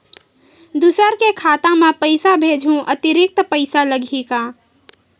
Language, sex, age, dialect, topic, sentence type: Chhattisgarhi, female, 18-24, Western/Budati/Khatahi, banking, question